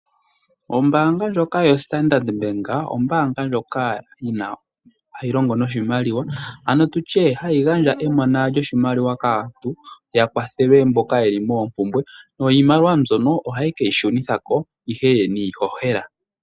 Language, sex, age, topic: Oshiwambo, male, 18-24, finance